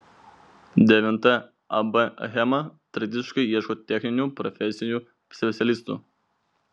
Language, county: Lithuanian, Vilnius